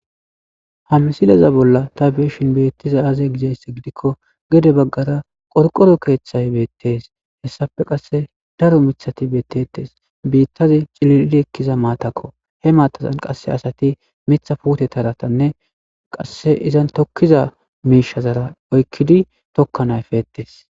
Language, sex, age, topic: Gamo, male, 18-24, agriculture